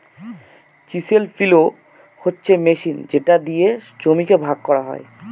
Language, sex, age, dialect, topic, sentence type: Bengali, male, 25-30, Northern/Varendri, agriculture, statement